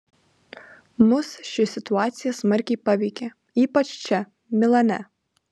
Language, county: Lithuanian, Klaipėda